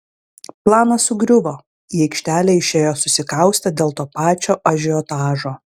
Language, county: Lithuanian, Klaipėda